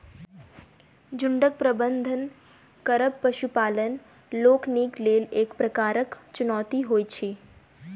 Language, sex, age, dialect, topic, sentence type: Maithili, female, 18-24, Southern/Standard, agriculture, statement